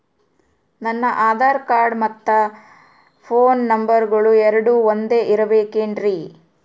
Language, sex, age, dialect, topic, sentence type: Kannada, female, 36-40, Central, banking, question